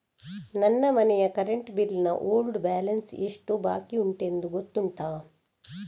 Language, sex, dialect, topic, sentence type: Kannada, female, Coastal/Dakshin, banking, question